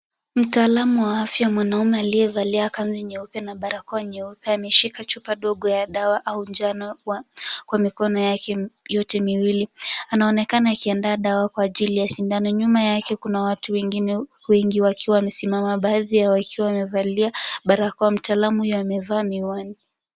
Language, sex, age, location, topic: Swahili, female, 18-24, Kisumu, health